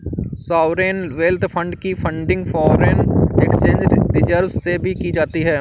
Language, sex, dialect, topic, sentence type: Hindi, male, Awadhi Bundeli, banking, statement